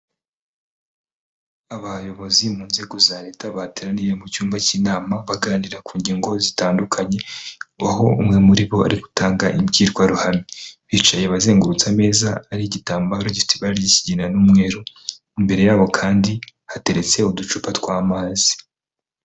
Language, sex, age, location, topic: Kinyarwanda, female, 25-35, Kigali, government